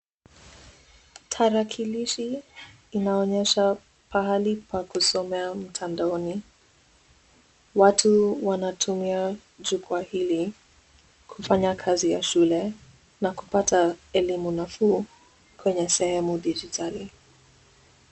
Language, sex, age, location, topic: Swahili, female, 18-24, Nairobi, education